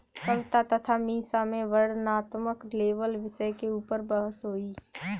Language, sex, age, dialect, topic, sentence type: Hindi, female, 18-24, Kanauji Braj Bhasha, banking, statement